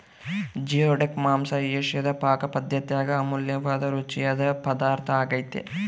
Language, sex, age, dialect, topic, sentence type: Kannada, male, 18-24, Central, agriculture, statement